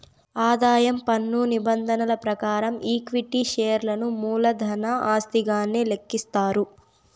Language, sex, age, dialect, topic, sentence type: Telugu, female, 18-24, Southern, banking, statement